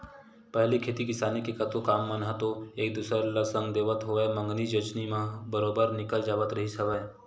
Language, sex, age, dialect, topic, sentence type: Chhattisgarhi, male, 18-24, Western/Budati/Khatahi, banking, statement